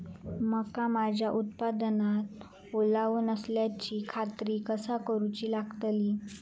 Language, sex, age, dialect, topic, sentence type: Marathi, female, 25-30, Southern Konkan, agriculture, question